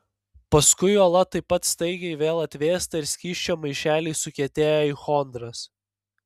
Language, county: Lithuanian, Panevėžys